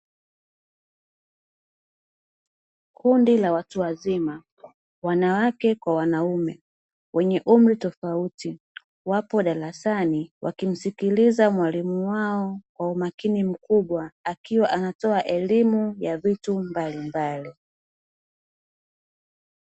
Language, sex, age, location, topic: Swahili, female, 25-35, Dar es Salaam, education